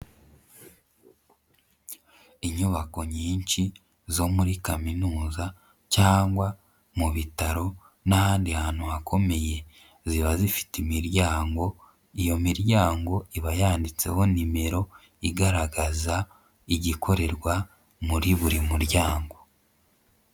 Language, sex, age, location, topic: Kinyarwanda, male, 50+, Nyagatare, education